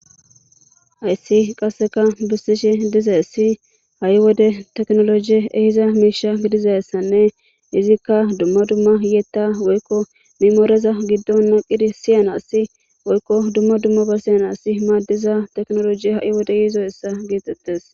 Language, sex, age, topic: Gamo, male, 18-24, government